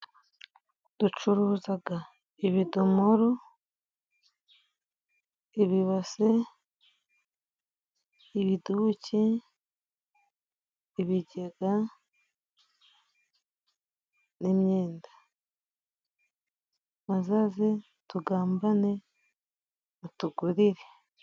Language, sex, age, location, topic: Kinyarwanda, female, 25-35, Musanze, finance